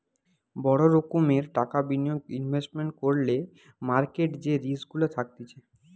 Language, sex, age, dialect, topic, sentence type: Bengali, male, 18-24, Western, banking, statement